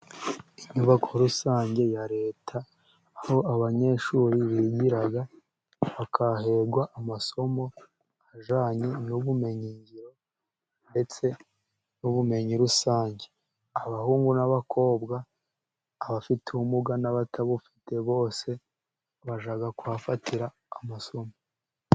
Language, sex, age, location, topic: Kinyarwanda, male, 18-24, Musanze, government